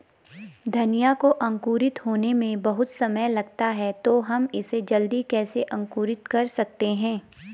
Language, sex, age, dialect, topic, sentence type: Hindi, female, 25-30, Garhwali, agriculture, question